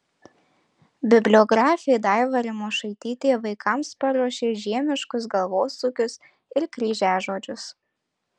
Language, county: Lithuanian, Marijampolė